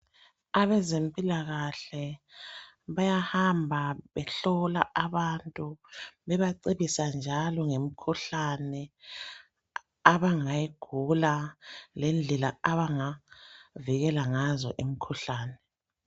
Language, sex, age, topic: North Ndebele, male, 50+, health